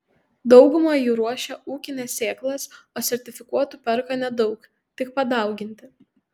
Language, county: Lithuanian, Tauragė